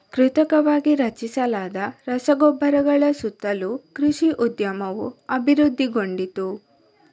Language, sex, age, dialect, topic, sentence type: Kannada, female, 25-30, Coastal/Dakshin, agriculture, statement